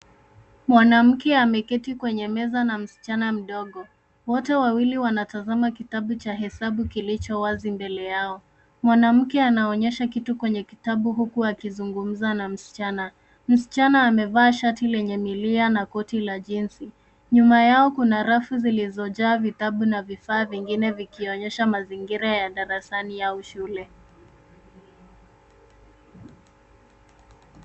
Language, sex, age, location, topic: Swahili, female, 25-35, Nairobi, education